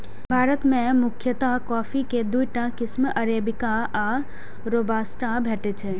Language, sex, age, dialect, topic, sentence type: Maithili, female, 18-24, Eastern / Thethi, agriculture, statement